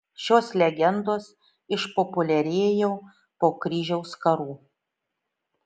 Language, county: Lithuanian, Šiauliai